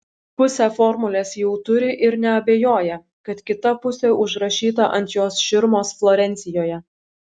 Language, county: Lithuanian, Šiauliai